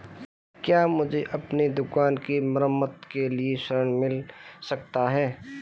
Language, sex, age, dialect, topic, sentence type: Hindi, male, 25-30, Marwari Dhudhari, banking, question